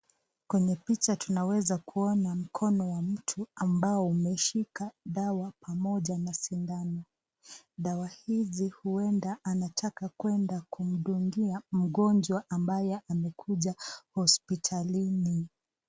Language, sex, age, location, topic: Swahili, female, 25-35, Nakuru, health